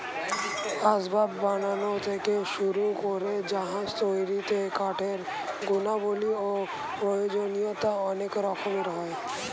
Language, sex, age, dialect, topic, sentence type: Bengali, male, 18-24, Standard Colloquial, agriculture, statement